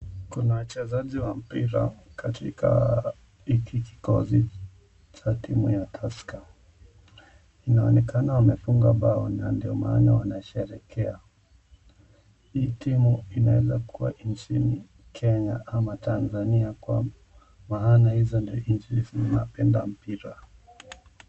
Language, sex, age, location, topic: Swahili, male, 25-35, Nakuru, government